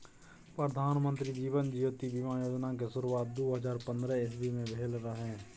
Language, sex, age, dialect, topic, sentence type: Maithili, male, 31-35, Bajjika, banking, statement